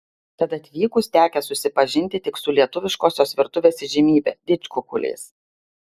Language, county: Lithuanian, Klaipėda